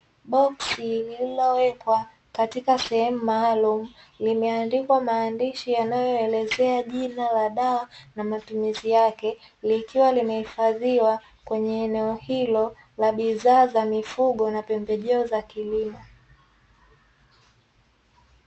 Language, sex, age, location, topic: Swahili, female, 18-24, Dar es Salaam, agriculture